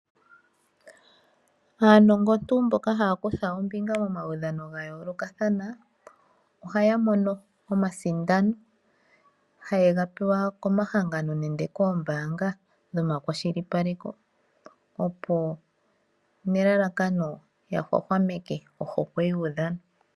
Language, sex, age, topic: Oshiwambo, female, 25-35, finance